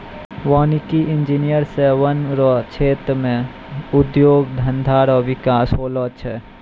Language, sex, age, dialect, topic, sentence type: Maithili, male, 18-24, Angika, agriculture, statement